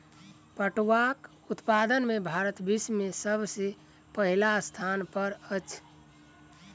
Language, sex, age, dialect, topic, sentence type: Maithili, male, 18-24, Southern/Standard, agriculture, statement